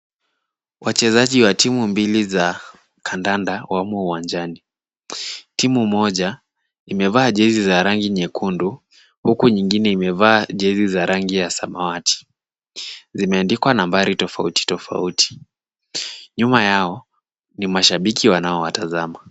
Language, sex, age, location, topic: Swahili, male, 18-24, Kisumu, government